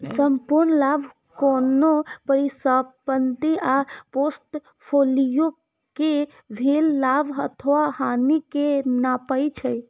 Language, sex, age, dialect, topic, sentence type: Maithili, female, 25-30, Eastern / Thethi, banking, statement